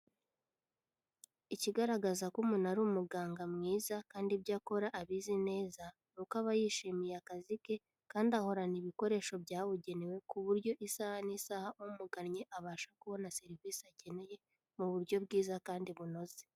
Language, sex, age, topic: Kinyarwanda, female, 18-24, health